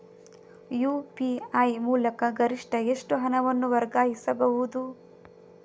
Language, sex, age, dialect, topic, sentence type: Kannada, female, 18-24, Mysore Kannada, banking, question